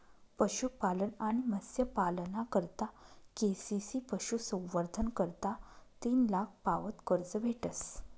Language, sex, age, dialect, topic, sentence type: Marathi, female, 25-30, Northern Konkan, agriculture, statement